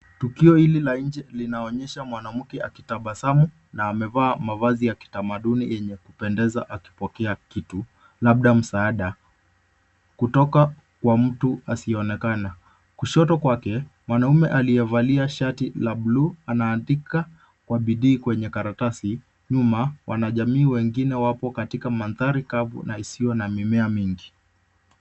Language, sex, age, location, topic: Swahili, male, 25-35, Nairobi, health